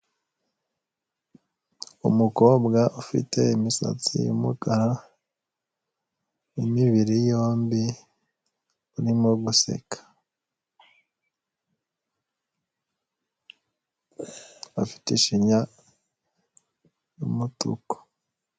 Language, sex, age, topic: Kinyarwanda, male, 25-35, health